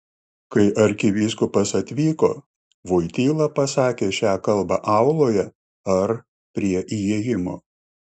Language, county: Lithuanian, Klaipėda